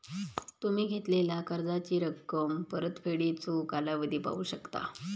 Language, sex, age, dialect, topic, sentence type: Marathi, female, 31-35, Southern Konkan, banking, statement